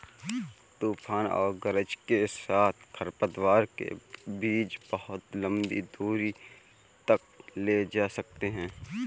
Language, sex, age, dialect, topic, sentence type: Hindi, male, 18-24, Kanauji Braj Bhasha, agriculture, statement